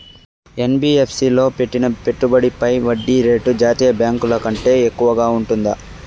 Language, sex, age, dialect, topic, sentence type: Telugu, male, 41-45, Southern, banking, question